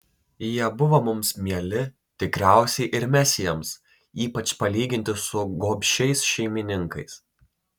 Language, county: Lithuanian, Telšiai